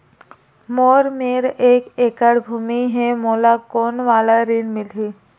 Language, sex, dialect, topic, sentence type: Chhattisgarhi, female, Western/Budati/Khatahi, banking, question